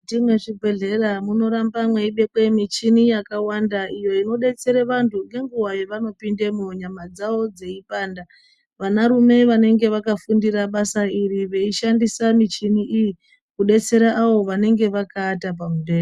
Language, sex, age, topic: Ndau, female, 36-49, health